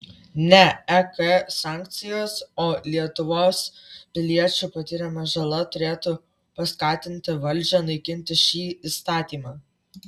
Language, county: Lithuanian, Vilnius